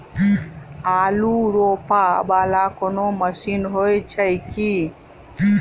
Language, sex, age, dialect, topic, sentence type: Maithili, female, 46-50, Southern/Standard, agriculture, question